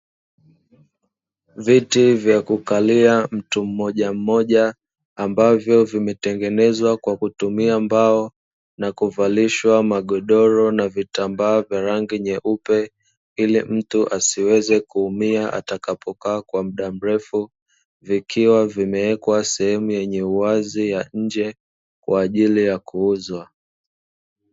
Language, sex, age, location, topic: Swahili, male, 25-35, Dar es Salaam, finance